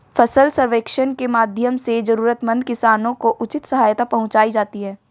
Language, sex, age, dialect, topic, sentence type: Hindi, female, 18-24, Marwari Dhudhari, agriculture, statement